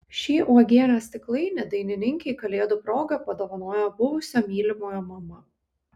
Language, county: Lithuanian, Kaunas